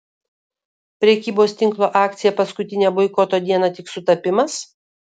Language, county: Lithuanian, Kaunas